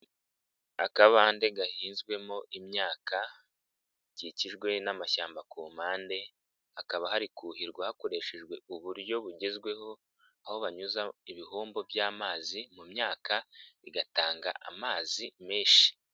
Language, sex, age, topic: Kinyarwanda, male, 25-35, agriculture